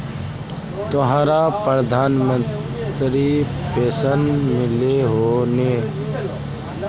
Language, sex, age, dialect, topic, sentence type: Magahi, female, 18-24, Central/Standard, banking, question